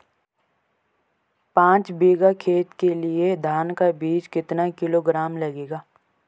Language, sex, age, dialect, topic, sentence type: Hindi, male, 18-24, Hindustani Malvi Khadi Boli, agriculture, question